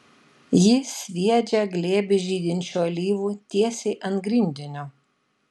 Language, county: Lithuanian, Šiauliai